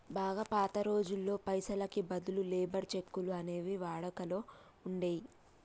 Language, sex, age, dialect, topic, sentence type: Telugu, female, 18-24, Telangana, banking, statement